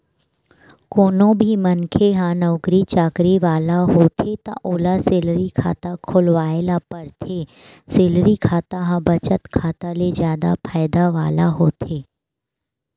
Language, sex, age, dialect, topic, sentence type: Chhattisgarhi, female, 18-24, Western/Budati/Khatahi, banking, statement